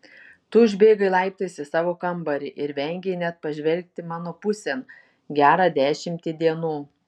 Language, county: Lithuanian, Šiauliai